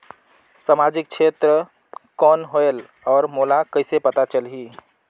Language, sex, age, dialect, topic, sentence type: Chhattisgarhi, male, 25-30, Northern/Bhandar, banking, question